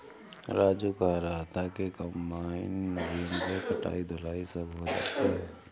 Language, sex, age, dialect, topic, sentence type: Hindi, male, 56-60, Awadhi Bundeli, agriculture, statement